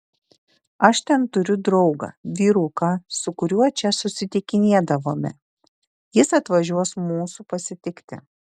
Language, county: Lithuanian, Šiauliai